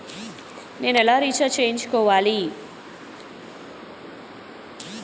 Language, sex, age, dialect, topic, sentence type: Telugu, female, 31-35, Utterandhra, banking, question